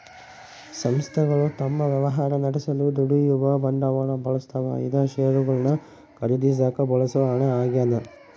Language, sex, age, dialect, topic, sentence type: Kannada, male, 25-30, Central, banking, statement